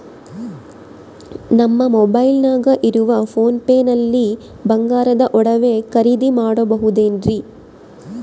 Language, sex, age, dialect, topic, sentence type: Kannada, female, 25-30, Central, banking, question